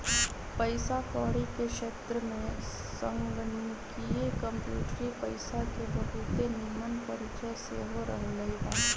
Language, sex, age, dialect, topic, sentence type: Magahi, female, 31-35, Western, banking, statement